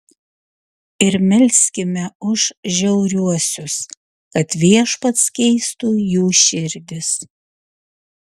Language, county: Lithuanian, Utena